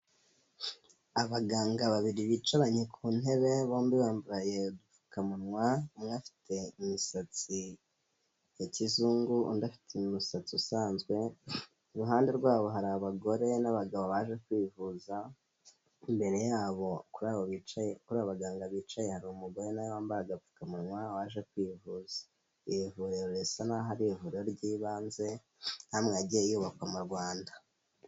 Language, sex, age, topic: Kinyarwanda, male, 18-24, health